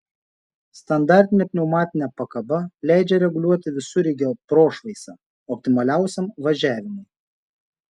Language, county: Lithuanian, Šiauliai